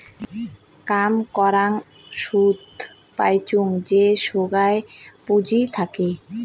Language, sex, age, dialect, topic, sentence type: Bengali, female, 18-24, Rajbangshi, banking, statement